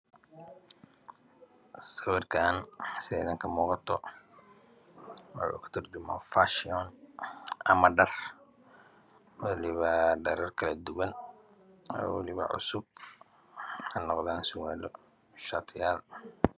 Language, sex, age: Somali, male, 25-35